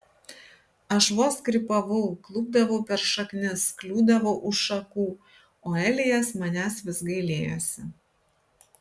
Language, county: Lithuanian, Kaunas